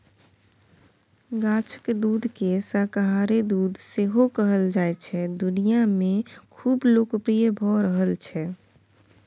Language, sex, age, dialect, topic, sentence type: Maithili, female, 25-30, Bajjika, agriculture, statement